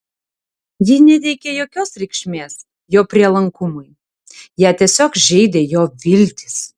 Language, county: Lithuanian, Tauragė